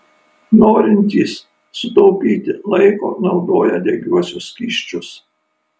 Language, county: Lithuanian, Kaunas